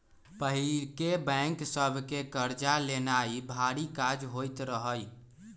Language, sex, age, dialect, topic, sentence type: Magahi, male, 18-24, Western, banking, statement